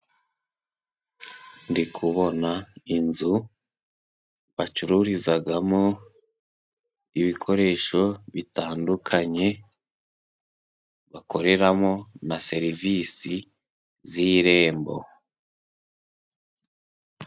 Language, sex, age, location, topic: Kinyarwanda, male, 18-24, Musanze, finance